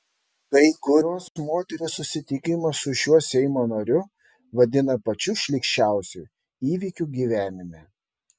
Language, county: Lithuanian, Šiauliai